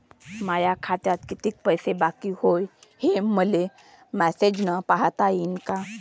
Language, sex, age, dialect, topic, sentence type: Marathi, female, 60-100, Varhadi, banking, question